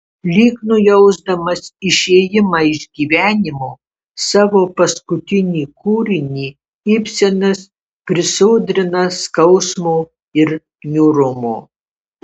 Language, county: Lithuanian, Kaunas